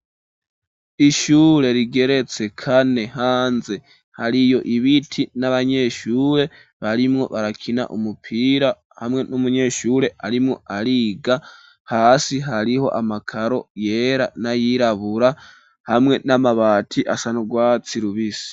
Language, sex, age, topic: Rundi, male, 18-24, education